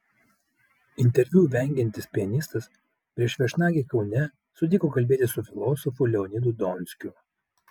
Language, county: Lithuanian, Vilnius